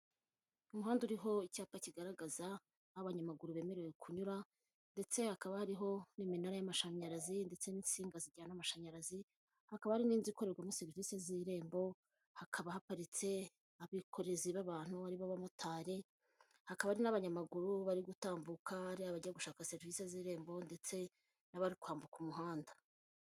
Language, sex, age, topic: Kinyarwanda, female, 25-35, government